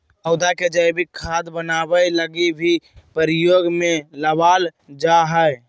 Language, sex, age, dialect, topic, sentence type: Magahi, male, 18-24, Southern, agriculture, statement